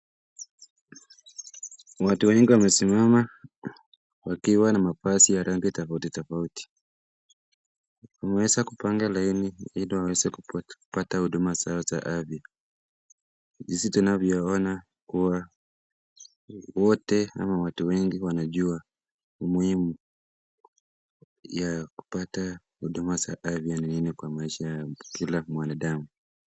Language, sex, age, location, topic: Swahili, male, 18-24, Nakuru, government